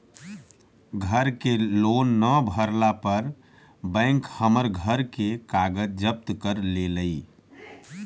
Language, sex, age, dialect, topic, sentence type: Magahi, male, 31-35, Central/Standard, banking, statement